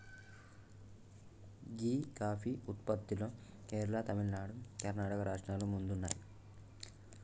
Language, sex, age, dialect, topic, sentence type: Telugu, male, 18-24, Telangana, agriculture, statement